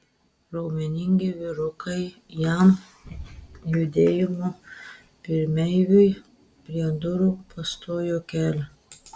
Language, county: Lithuanian, Telšiai